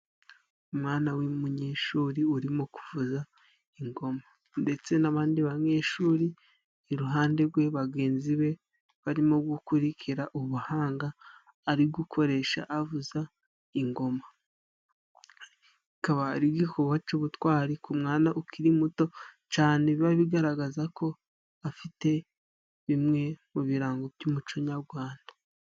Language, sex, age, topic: Kinyarwanda, male, 18-24, government